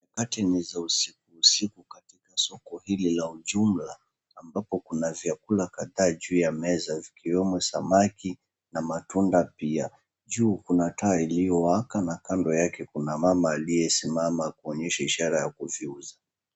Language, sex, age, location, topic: Swahili, male, 25-35, Mombasa, agriculture